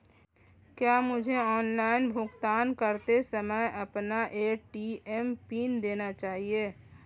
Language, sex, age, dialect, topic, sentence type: Hindi, female, 25-30, Marwari Dhudhari, banking, question